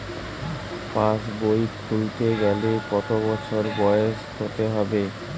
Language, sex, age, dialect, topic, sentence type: Bengali, male, 31-35, Western, banking, question